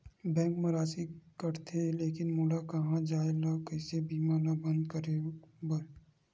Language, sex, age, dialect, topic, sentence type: Chhattisgarhi, male, 46-50, Western/Budati/Khatahi, banking, question